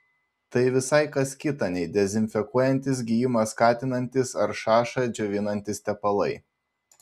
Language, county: Lithuanian, Panevėžys